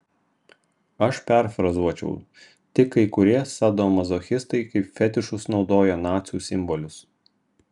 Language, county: Lithuanian, Vilnius